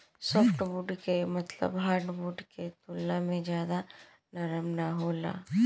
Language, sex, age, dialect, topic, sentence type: Bhojpuri, female, 18-24, Southern / Standard, agriculture, statement